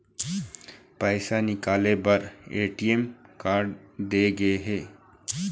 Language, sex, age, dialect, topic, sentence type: Chhattisgarhi, male, 18-24, Eastern, banking, statement